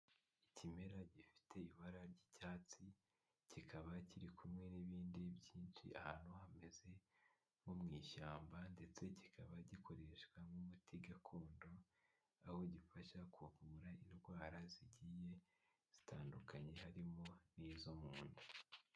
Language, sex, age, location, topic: Kinyarwanda, male, 18-24, Kigali, health